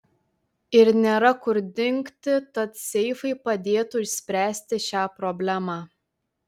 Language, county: Lithuanian, Telšiai